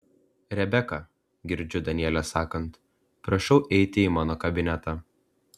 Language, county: Lithuanian, Klaipėda